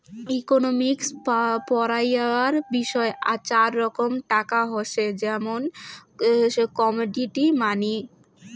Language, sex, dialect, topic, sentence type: Bengali, female, Rajbangshi, banking, statement